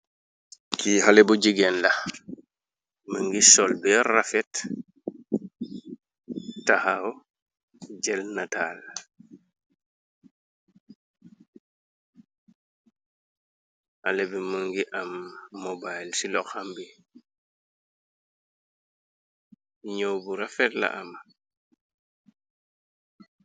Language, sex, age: Wolof, male, 36-49